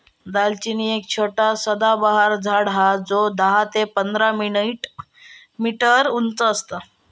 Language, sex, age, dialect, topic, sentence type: Marathi, male, 31-35, Southern Konkan, agriculture, statement